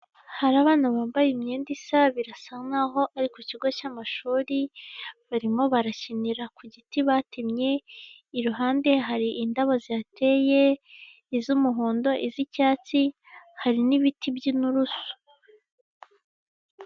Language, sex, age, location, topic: Kinyarwanda, female, 25-35, Kigali, health